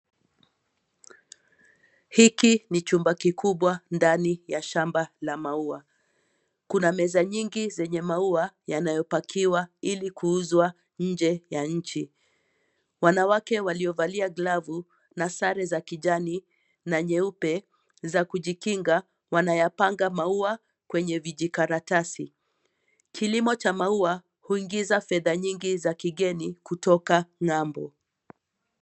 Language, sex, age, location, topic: Swahili, female, 18-24, Nairobi, agriculture